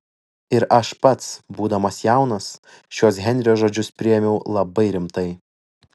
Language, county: Lithuanian, Vilnius